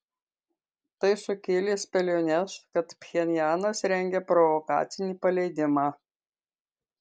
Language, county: Lithuanian, Kaunas